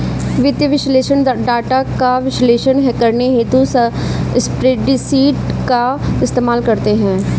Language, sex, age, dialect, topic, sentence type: Hindi, female, 46-50, Kanauji Braj Bhasha, banking, statement